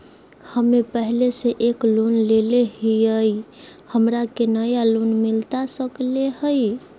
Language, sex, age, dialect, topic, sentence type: Magahi, female, 51-55, Southern, banking, question